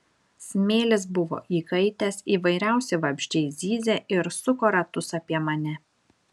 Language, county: Lithuanian, Šiauliai